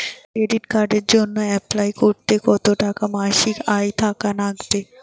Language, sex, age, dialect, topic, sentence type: Bengali, female, 18-24, Rajbangshi, banking, question